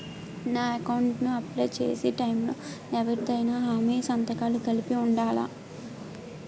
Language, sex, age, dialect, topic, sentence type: Telugu, female, 18-24, Utterandhra, banking, question